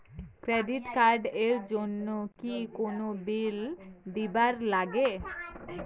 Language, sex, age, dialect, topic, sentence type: Bengali, female, 18-24, Rajbangshi, banking, question